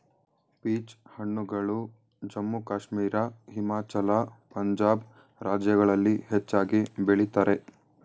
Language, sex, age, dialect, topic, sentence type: Kannada, male, 18-24, Mysore Kannada, agriculture, statement